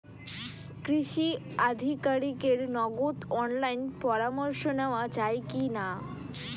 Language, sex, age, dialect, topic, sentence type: Bengali, female, 60-100, Rajbangshi, agriculture, question